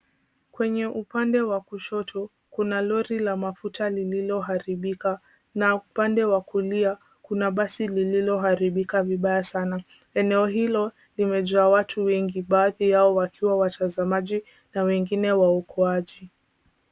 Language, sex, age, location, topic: Swahili, female, 18-24, Kisumu, health